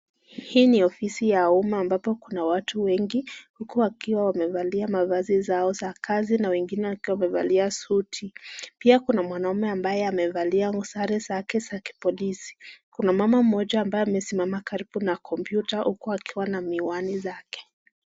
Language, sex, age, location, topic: Swahili, female, 25-35, Nakuru, government